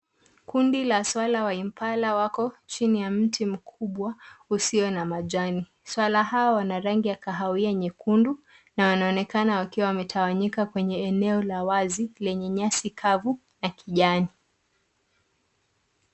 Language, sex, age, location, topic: Swahili, female, 25-35, Nairobi, government